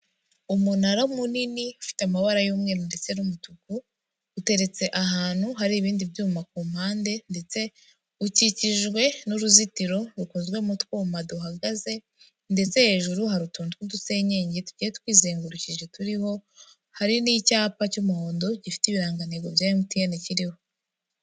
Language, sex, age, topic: Kinyarwanda, female, 25-35, government